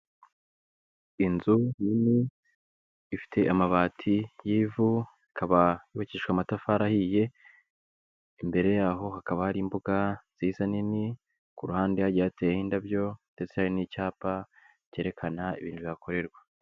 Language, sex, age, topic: Kinyarwanda, male, 18-24, health